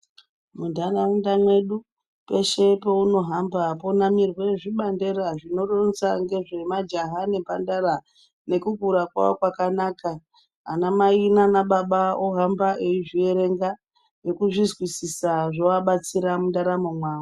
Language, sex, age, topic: Ndau, female, 25-35, health